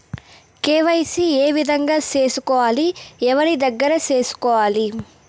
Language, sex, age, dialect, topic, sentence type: Telugu, female, 18-24, Southern, banking, question